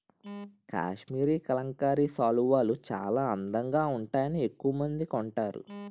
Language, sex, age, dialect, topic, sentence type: Telugu, male, 31-35, Utterandhra, agriculture, statement